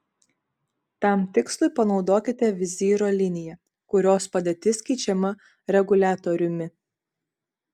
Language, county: Lithuanian, Vilnius